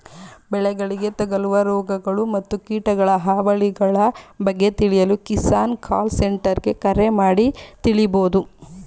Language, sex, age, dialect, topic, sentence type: Kannada, female, 25-30, Mysore Kannada, agriculture, statement